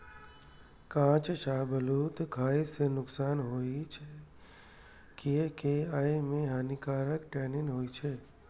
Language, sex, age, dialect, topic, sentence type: Maithili, male, 31-35, Eastern / Thethi, agriculture, statement